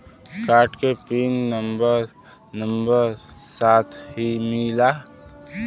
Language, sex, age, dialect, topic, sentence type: Bhojpuri, male, 18-24, Western, banking, question